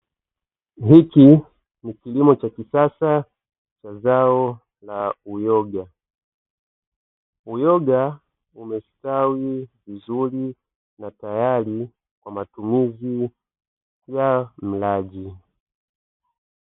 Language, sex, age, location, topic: Swahili, male, 25-35, Dar es Salaam, agriculture